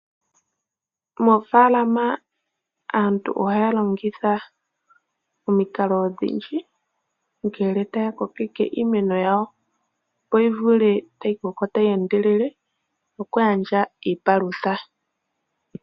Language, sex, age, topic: Oshiwambo, female, 18-24, agriculture